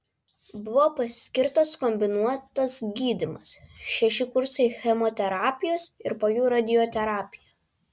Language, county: Lithuanian, Vilnius